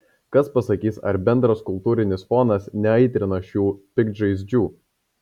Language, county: Lithuanian, Kaunas